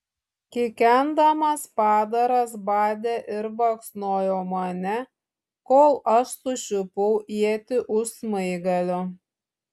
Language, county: Lithuanian, Šiauliai